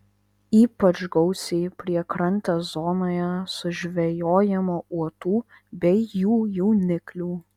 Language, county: Lithuanian, Vilnius